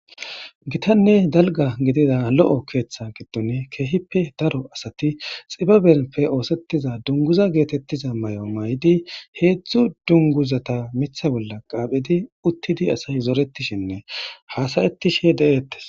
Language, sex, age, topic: Gamo, female, 18-24, government